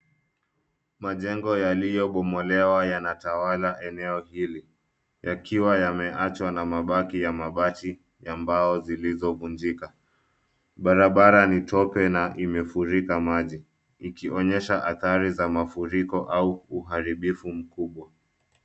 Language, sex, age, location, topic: Swahili, male, 25-35, Nairobi, government